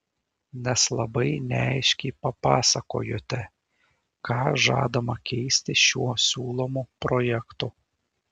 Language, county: Lithuanian, Šiauliai